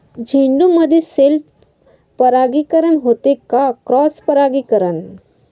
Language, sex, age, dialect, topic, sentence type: Marathi, female, 25-30, Varhadi, agriculture, question